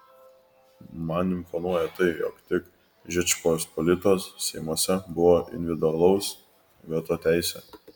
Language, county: Lithuanian, Kaunas